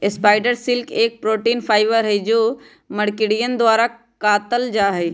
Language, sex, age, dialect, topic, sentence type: Magahi, female, 31-35, Western, agriculture, statement